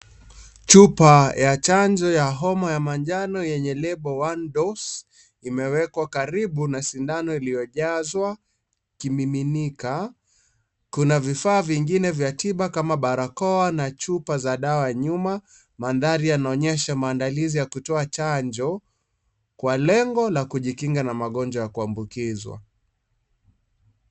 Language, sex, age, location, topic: Swahili, male, 25-35, Kisii, health